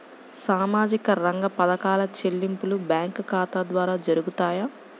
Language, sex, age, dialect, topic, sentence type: Telugu, male, 25-30, Central/Coastal, banking, question